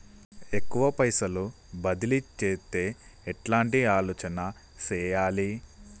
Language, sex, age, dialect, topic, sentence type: Telugu, male, 25-30, Telangana, banking, question